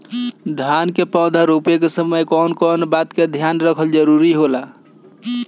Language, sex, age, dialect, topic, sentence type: Bhojpuri, male, 25-30, Northern, agriculture, question